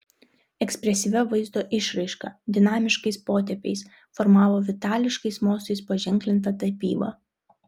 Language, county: Lithuanian, Vilnius